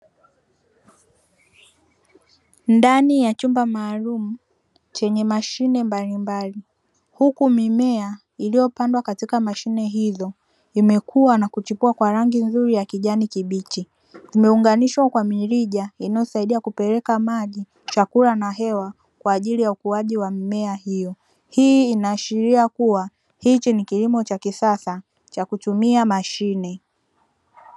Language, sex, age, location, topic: Swahili, male, 25-35, Dar es Salaam, agriculture